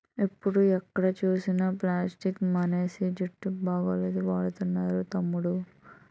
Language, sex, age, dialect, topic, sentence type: Telugu, female, 18-24, Utterandhra, agriculture, statement